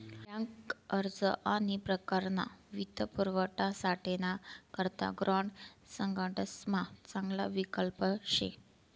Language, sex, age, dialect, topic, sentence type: Marathi, female, 18-24, Northern Konkan, banking, statement